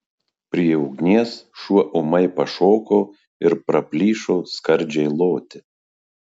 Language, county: Lithuanian, Marijampolė